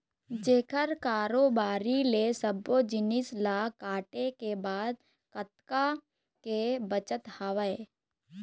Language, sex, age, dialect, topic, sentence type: Chhattisgarhi, female, 51-55, Eastern, banking, statement